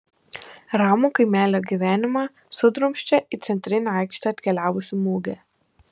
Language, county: Lithuanian, Panevėžys